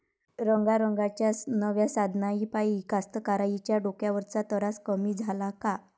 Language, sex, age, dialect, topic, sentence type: Marathi, female, 25-30, Varhadi, agriculture, question